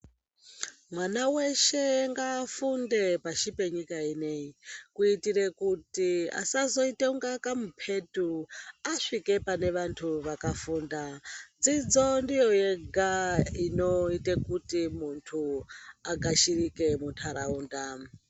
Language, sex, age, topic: Ndau, female, 50+, education